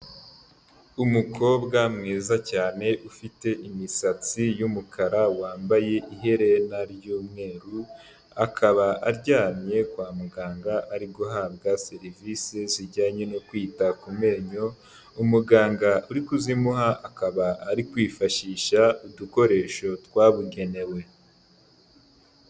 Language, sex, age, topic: Kinyarwanda, male, 18-24, health